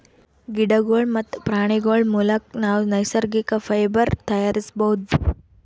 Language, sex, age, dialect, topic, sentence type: Kannada, female, 18-24, Northeastern, agriculture, statement